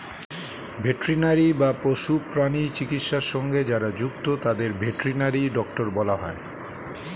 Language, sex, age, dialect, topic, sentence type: Bengali, male, 41-45, Standard Colloquial, agriculture, statement